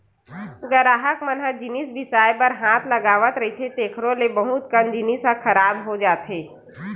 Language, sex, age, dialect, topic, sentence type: Chhattisgarhi, male, 18-24, Western/Budati/Khatahi, agriculture, statement